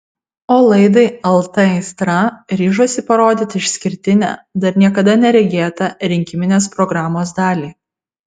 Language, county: Lithuanian, Vilnius